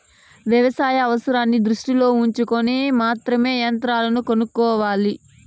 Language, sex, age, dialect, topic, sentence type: Telugu, female, 25-30, Southern, agriculture, statement